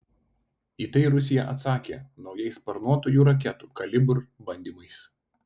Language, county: Lithuanian, Telšiai